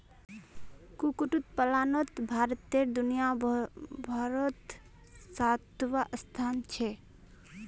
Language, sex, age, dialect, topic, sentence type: Magahi, female, 18-24, Northeastern/Surjapuri, agriculture, statement